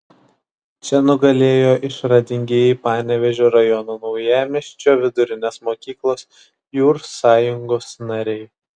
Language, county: Lithuanian, Šiauliai